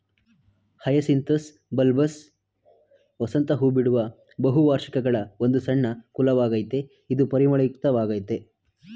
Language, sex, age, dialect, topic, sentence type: Kannada, male, 25-30, Mysore Kannada, agriculture, statement